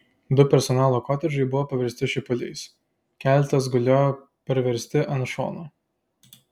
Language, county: Lithuanian, Klaipėda